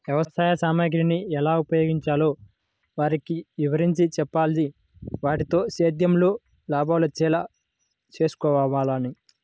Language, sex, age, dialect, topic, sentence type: Telugu, female, 25-30, Central/Coastal, agriculture, statement